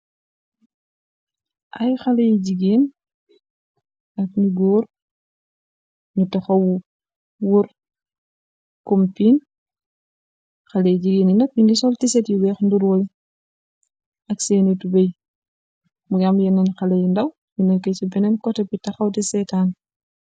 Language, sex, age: Wolof, female, 25-35